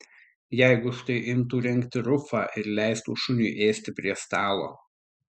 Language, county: Lithuanian, Tauragė